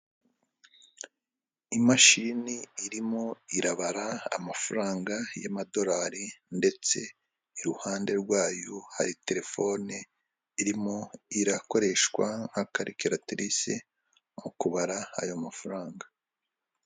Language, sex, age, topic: Kinyarwanda, male, 25-35, finance